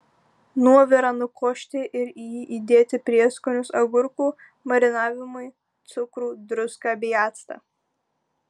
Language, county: Lithuanian, Kaunas